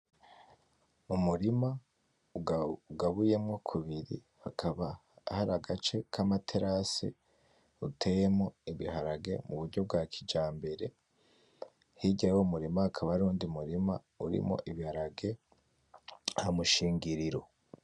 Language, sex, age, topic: Rundi, male, 18-24, agriculture